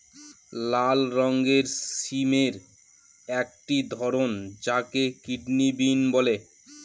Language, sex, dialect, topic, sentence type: Bengali, male, Northern/Varendri, agriculture, statement